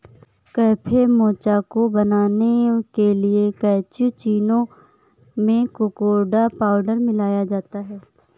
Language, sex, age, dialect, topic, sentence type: Hindi, female, 51-55, Awadhi Bundeli, agriculture, statement